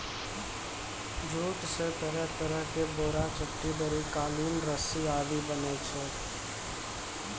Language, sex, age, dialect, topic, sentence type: Maithili, male, 18-24, Angika, agriculture, statement